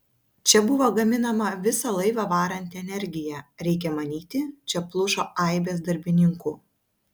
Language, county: Lithuanian, Vilnius